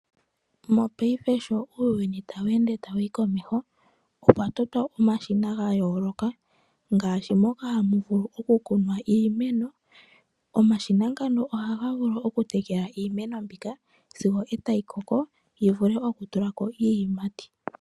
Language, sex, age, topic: Oshiwambo, female, 25-35, agriculture